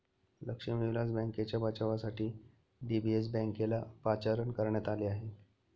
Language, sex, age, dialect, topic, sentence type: Marathi, male, 25-30, Northern Konkan, banking, statement